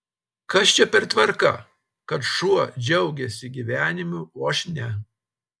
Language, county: Lithuanian, Telšiai